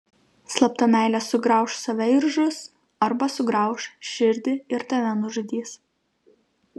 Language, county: Lithuanian, Kaunas